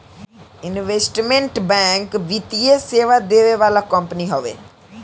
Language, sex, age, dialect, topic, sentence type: Bhojpuri, male, <18, Southern / Standard, banking, statement